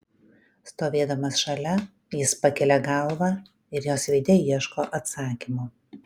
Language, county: Lithuanian, Kaunas